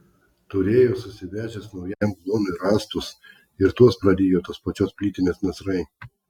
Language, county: Lithuanian, Klaipėda